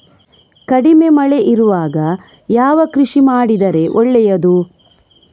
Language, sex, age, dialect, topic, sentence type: Kannada, female, 18-24, Coastal/Dakshin, agriculture, question